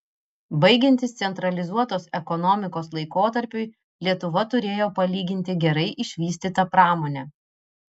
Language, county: Lithuanian, Vilnius